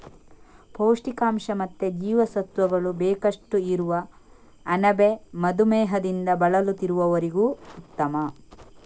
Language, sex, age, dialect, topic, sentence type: Kannada, female, 46-50, Coastal/Dakshin, agriculture, statement